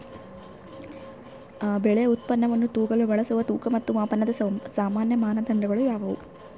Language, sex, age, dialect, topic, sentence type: Kannada, female, 25-30, Central, agriculture, question